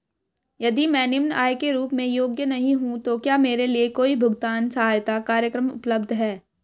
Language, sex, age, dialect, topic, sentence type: Hindi, female, 31-35, Hindustani Malvi Khadi Boli, banking, question